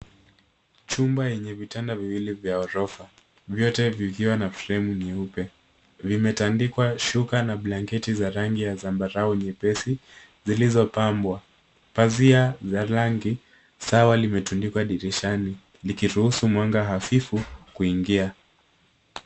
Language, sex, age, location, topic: Swahili, male, 18-24, Nairobi, education